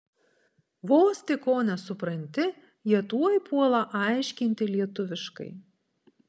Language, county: Lithuanian, Panevėžys